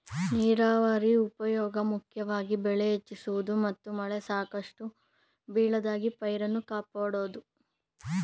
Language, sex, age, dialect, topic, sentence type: Kannada, female, 18-24, Mysore Kannada, agriculture, statement